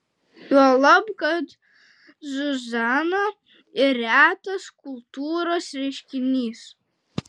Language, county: Lithuanian, Utena